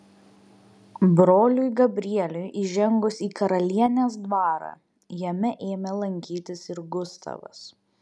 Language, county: Lithuanian, Vilnius